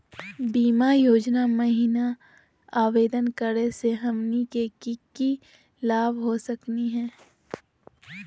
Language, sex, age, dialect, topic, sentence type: Magahi, female, 31-35, Southern, banking, question